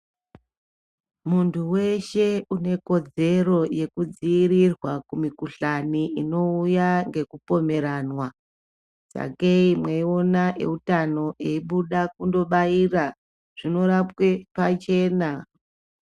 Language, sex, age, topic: Ndau, male, 50+, health